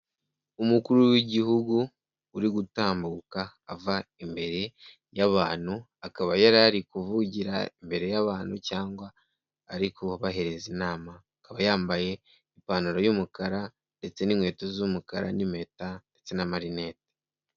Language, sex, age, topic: Kinyarwanda, male, 18-24, government